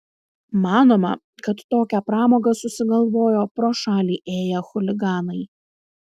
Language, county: Lithuanian, Kaunas